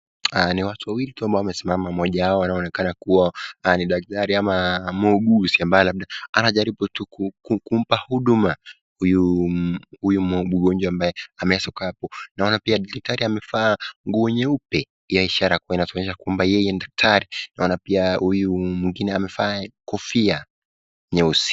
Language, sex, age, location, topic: Swahili, male, 18-24, Nakuru, health